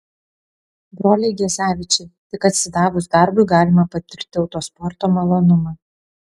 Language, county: Lithuanian, Kaunas